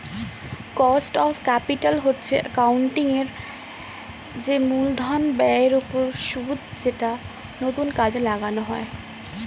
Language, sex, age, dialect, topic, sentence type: Bengali, female, 18-24, Standard Colloquial, banking, statement